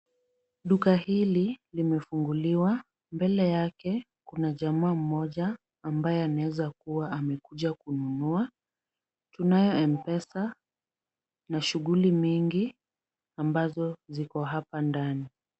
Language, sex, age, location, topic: Swahili, female, 18-24, Kisumu, finance